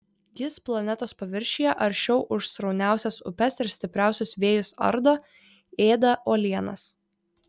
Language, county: Lithuanian, Vilnius